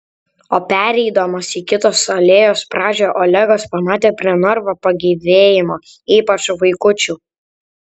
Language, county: Lithuanian, Kaunas